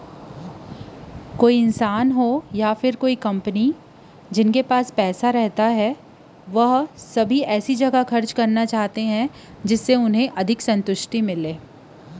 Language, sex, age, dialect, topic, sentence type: Chhattisgarhi, female, 25-30, Western/Budati/Khatahi, banking, statement